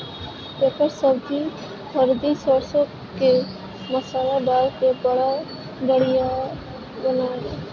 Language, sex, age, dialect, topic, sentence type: Bhojpuri, female, 18-24, Northern, agriculture, statement